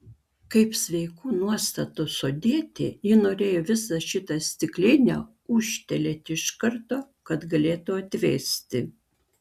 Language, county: Lithuanian, Klaipėda